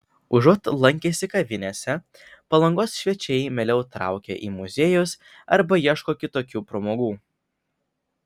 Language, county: Lithuanian, Vilnius